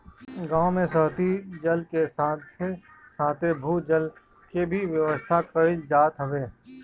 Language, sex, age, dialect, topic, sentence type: Bhojpuri, male, 31-35, Northern, agriculture, statement